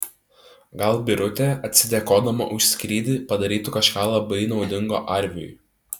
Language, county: Lithuanian, Tauragė